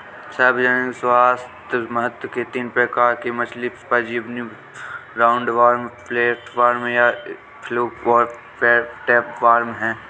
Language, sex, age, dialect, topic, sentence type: Hindi, male, 18-24, Awadhi Bundeli, agriculture, statement